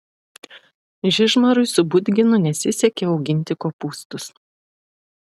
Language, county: Lithuanian, Šiauliai